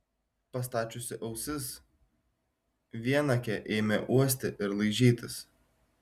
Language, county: Lithuanian, Šiauliai